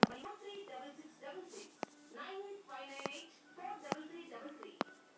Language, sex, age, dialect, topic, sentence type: Telugu, female, 25-30, Telangana, banking, question